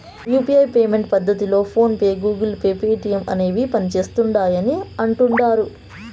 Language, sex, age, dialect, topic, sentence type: Telugu, female, 18-24, Southern, banking, statement